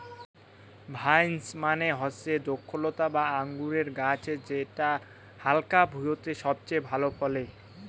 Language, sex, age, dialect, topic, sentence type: Bengali, male, 18-24, Rajbangshi, agriculture, statement